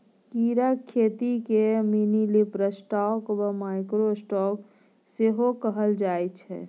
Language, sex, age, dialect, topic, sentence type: Maithili, female, 31-35, Bajjika, agriculture, statement